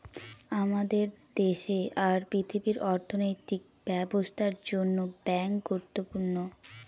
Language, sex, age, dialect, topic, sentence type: Bengali, female, 18-24, Northern/Varendri, banking, statement